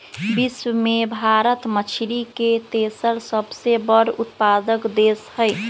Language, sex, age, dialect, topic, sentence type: Magahi, female, 31-35, Western, agriculture, statement